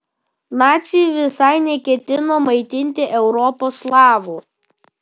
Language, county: Lithuanian, Vilnius